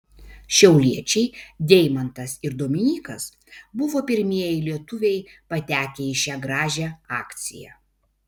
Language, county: Lithuanian, Vilnius